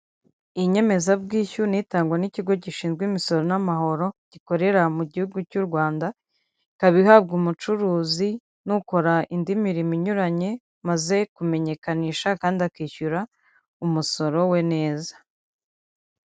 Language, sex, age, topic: Kinyarwanda, female, 25-35, finance